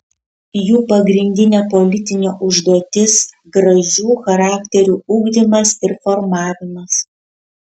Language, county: Lithuanian, Kaunas